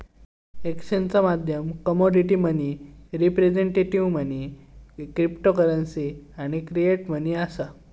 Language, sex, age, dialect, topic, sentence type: Marathi, male, 18-24, Southern Konkan, banking, statement